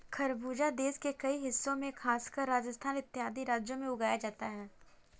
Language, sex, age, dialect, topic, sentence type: Hindi, female, 25-30, Kanauji Braj Bhasha, agriculture, statement